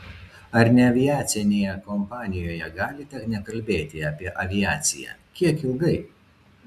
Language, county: Lithuanian, Vilnius